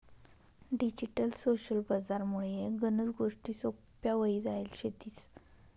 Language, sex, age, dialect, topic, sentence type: Marathi, female, 25-30, Northern Konkan, banking, statement